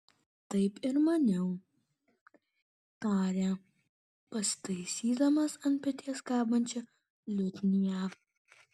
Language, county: Lithuanian, Kaunas